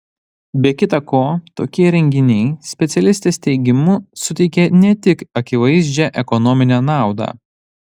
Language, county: Lithuanian, Panevėžys